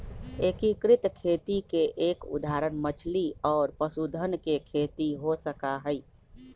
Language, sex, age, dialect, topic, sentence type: Magahi, male, 41-45, Western, agriculture, statement